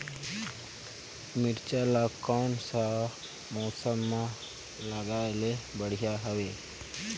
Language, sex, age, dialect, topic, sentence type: Chhattisgarhi, male, 18-24, Northern/Bhandar, agriculture, question